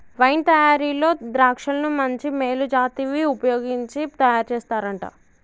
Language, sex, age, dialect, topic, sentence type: Telugu, male, 56-60, Telangana, agriculture, statement